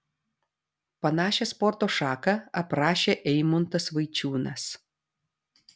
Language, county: Lithuanian, Vilnius